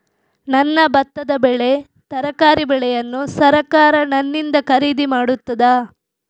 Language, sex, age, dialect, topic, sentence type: Kannada, female, 46-50, Coastal/Dakshin, agriculture, question